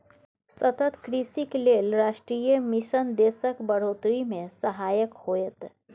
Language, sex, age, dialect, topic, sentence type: Maithili, female, 36-40, Bajjika, agriculture, statement